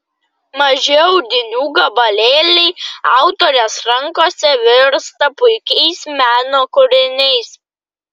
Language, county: Lithuanian, Klaipėda